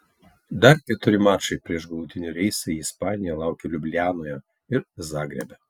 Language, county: Lithuanian, Kaunas